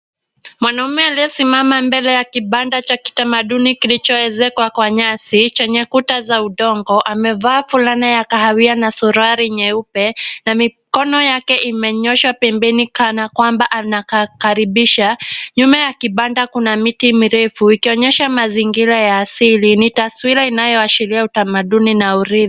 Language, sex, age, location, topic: Swahili, female, 18-24, Nairobi, government